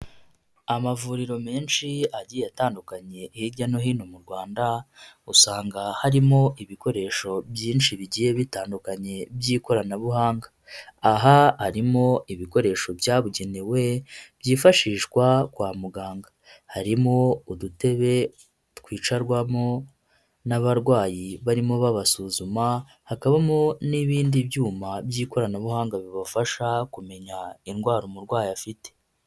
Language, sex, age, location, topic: Kinyarwanda, female, 25-35, Huye, health